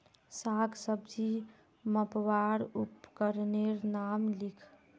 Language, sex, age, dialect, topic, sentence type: Magahi, female, 46-50, Northeastern/Surjapuri, agriculture, question